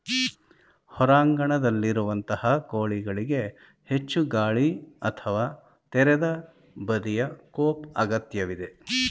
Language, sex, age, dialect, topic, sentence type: Kannada, male, 51-55, Mysore Kannada, agriculture, statement